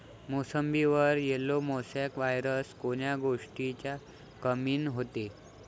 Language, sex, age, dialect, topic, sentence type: Marathi, male, 25-30, Varhadi, agriculture, question